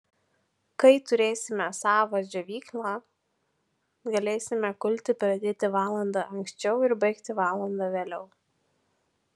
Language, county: Lithuanian, Panevėžys